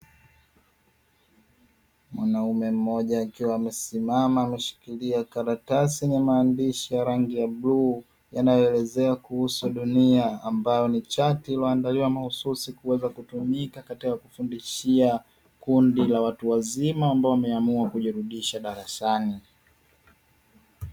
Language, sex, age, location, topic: Swahili, male, 18-24, Dar es Salaam, education